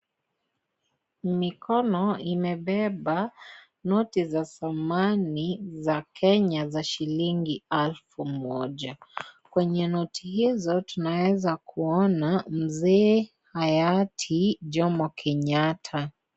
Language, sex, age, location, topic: Swahili, female, 18-24, Kisii, finance